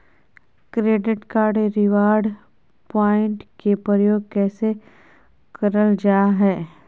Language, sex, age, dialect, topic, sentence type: Magahi, female, 41-45, Southern, banking, question